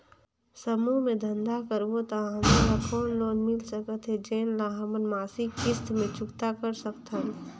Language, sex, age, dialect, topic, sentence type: Chhattisgarhi, female, 46-50, Northern/Bhandar, banking, question